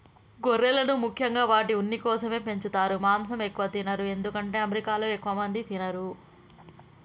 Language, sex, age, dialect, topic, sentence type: Telugu, female, 18-24, Telangana, agriculture, statement